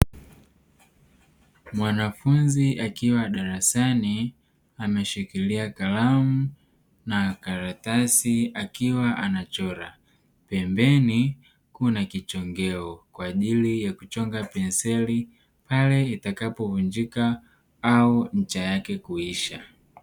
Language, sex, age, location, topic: Swahili, male, 18-24, Dar es Salaam, education